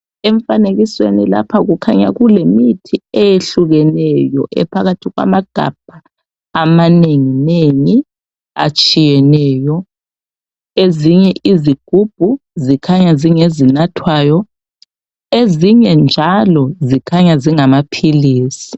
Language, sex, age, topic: North Ndebele, male, 36-49, health